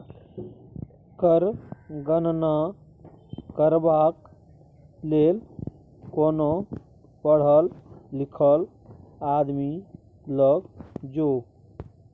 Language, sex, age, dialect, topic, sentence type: Maithili, male, 18-24, Bajjika, banking, statement